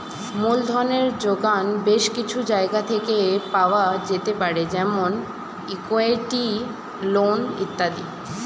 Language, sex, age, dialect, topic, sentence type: Bengali, female, 18-24, Standard Colloquial, banking, statement